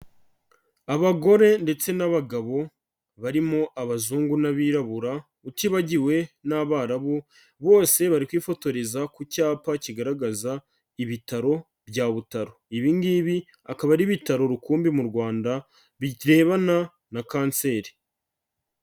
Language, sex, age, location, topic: Kinyarwanda, male, 36-49, Kigali, health